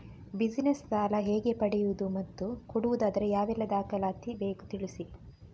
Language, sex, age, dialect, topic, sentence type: Kannada, female, 18-24, Coastal/Dakshin, banking, question